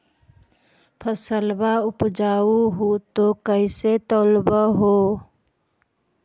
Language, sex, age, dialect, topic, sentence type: Magahi, female, 60-100, Central/Standard, agriculture, question